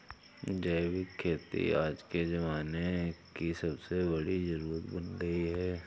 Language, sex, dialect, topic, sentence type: Hindi, male, Kanauji Braj Bhasha, agriculture, statement